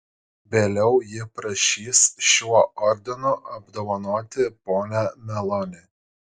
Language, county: Lithuanian, Šiauliai